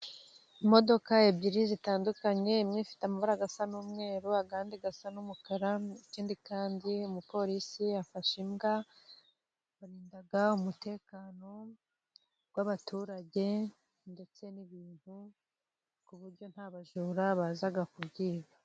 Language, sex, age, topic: Kinyarwanda, female, 25-35, government